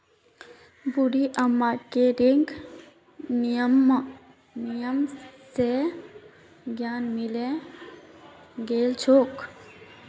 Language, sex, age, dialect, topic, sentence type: Magahi, female, 18-24, Northeastern/Surjapuri, banking, statement